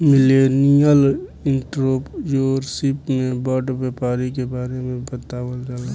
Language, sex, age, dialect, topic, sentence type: Bhojpuri, male, 18-24, Southern / Standard, banking, statement